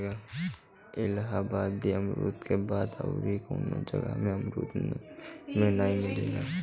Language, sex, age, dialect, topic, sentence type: Bhojpuri, male, 18-24, Northern, agriculture, statement